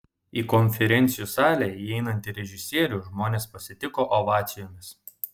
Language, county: Lithuanian, Šiauliai